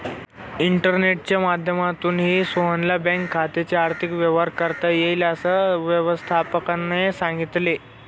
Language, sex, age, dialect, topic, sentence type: Marathi, male, 18-24, Standard Marathi, banking, statement